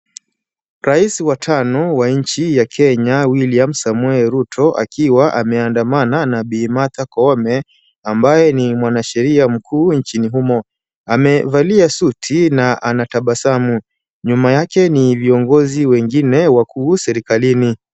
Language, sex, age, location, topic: Swahili, male, 25-35, Kisumu, government